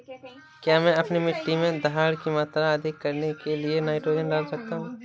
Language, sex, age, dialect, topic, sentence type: Hindi, male, 18-24, Awadhi Bundeli, agriculture, question